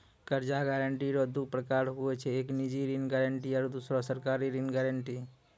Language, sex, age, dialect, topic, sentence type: Maithili, male, 18-24, Angika, banking, statement